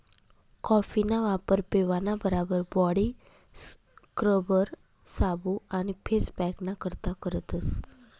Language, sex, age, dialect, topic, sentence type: Marathi, female, 25-30, Northern Konkan, agriculture, statement